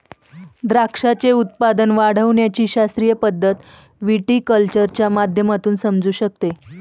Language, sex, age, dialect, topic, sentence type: Marathi, female, 31-35, Standard Marathi, agriculture, statement